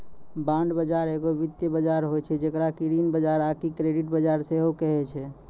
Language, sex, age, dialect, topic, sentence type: Maithili, male, 36-40, Angika, banking, statement